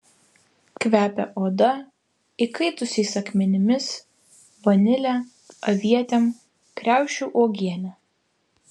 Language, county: Lithuanian, Vilnius